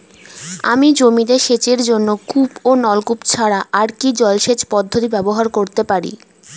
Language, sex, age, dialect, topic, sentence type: Bengali, female, 18-24, Standard Colloquial, agriculture, question